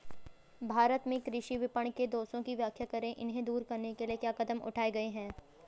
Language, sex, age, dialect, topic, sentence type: Hindi, female, 25-30, Hindustani Malvi Khadi Boli, agriculture, question